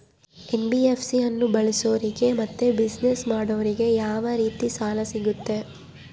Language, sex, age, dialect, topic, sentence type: Kannada, female, 25-30, Central, banking, question